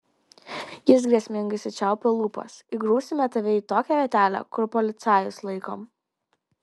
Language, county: Lithuanian, Kaunas